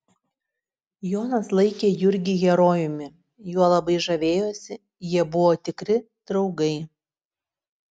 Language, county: Lithuanian, Utena